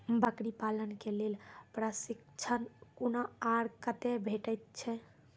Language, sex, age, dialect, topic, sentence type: Maithili, female, 18-24, Angika, agriculture, question